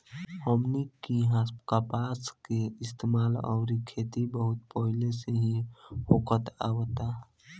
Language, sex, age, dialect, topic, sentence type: Bhojpuri, male, 18-24, Southern / Standard, agriculture, statement